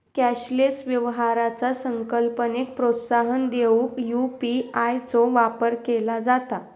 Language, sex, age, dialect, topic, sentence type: Marathi, female, 51-55, Southern Konkan, banking, statement